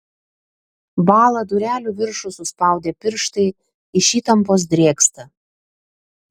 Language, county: Lithuanian, Telšiai